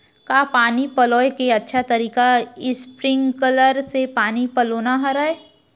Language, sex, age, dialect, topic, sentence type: Chhattisgarhi, female, 31-35, Central, agriculture, question